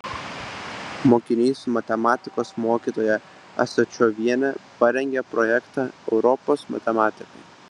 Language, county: Lithuanian, Vilnius